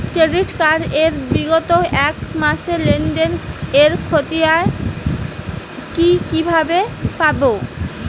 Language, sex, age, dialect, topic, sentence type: Bengali, female, 18-24, Rajbangshi, banking, question